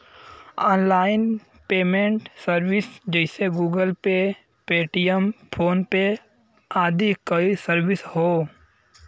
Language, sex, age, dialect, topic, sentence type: Bhojpuri, male, 18-24, Western, banking, statement